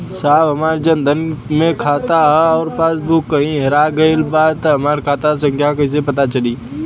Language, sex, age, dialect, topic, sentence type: Bhojpuri, male, 18-24, Western, banking, question